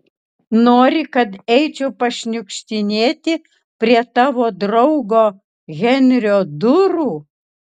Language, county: Lithuanian, Kaunas